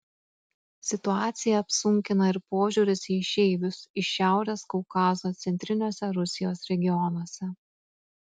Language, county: Lithuanian, Klaipėda